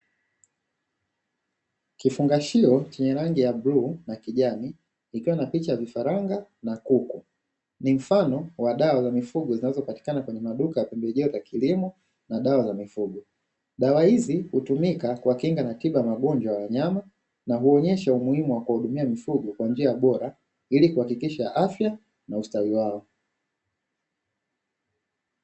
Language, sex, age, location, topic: Swahili, male, 25-35, Dar es Salaam, agriculture